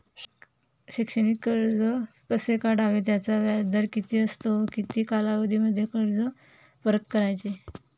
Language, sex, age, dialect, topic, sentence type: Marathi, female, 25-30, Standard Marathi, banking, question